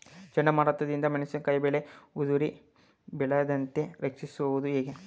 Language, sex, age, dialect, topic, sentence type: Kannada, male, 18-24, Mysore Kannada, agriculture, question